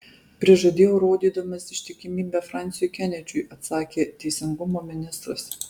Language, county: Lithuanian, Alytus